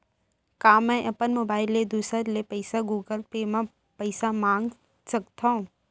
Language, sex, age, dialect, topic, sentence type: Chhattisgarhi, female, 25-30, Central, banking, question